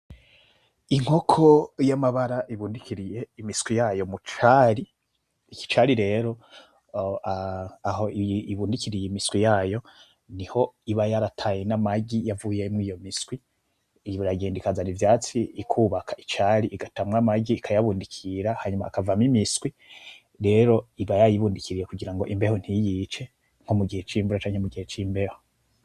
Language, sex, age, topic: Rundi, male, 25-35, agriculture